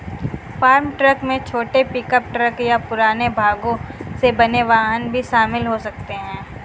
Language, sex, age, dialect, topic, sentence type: Hindi, female, 18-24, Kanauji Braj Bhasha, agriculture, statement